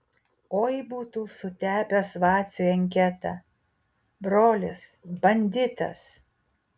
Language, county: Lithuanian, Utena